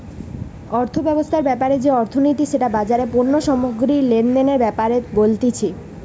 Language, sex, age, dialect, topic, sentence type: Bengali, female, 31-35, Western, banking, statement